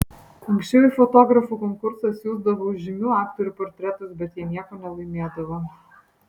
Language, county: Lithuanian, Vilnius